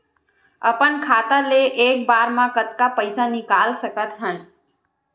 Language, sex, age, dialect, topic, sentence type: Chhattisgarhi, female, 18-24, Western/Budati/Khatahi, banking, question